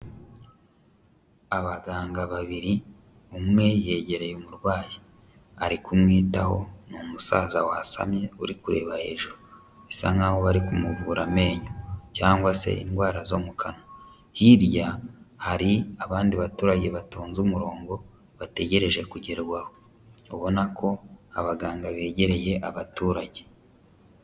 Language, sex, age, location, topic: Kinyarwanda, male, 25-35, Huye, health